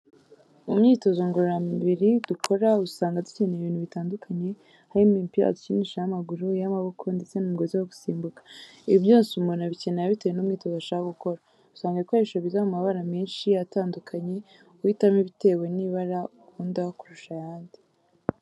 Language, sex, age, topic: Kinyarwanda, female, 18-24, education